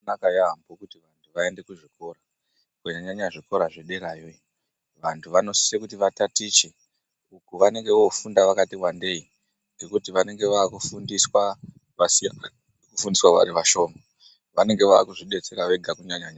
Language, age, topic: Ndau, 36-49, education